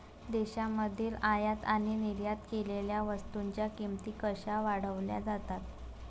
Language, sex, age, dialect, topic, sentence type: Marathi, female, 18-24, Varhadi, banking, statement